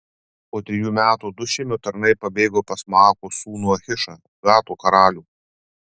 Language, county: Lithuanian, Panevėžys